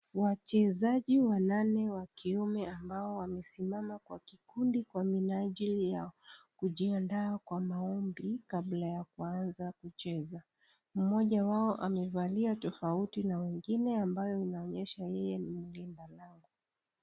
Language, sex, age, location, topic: Swahili, female, 25-35, Kisii, government